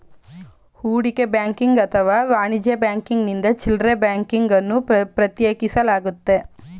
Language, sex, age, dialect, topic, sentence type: Kannada, female, 25-30, Mysore Kannada, banking, statement